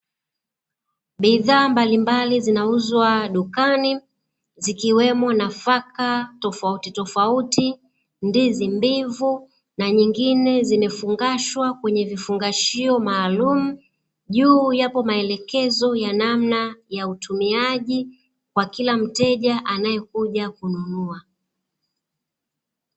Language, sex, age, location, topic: Swahili, female, 36-49, Dar es Salaam, finance